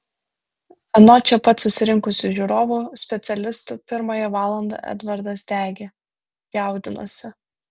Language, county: Lithuanian, Vilnius